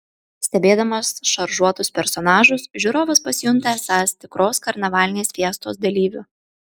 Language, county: Lithuanian, Kaunas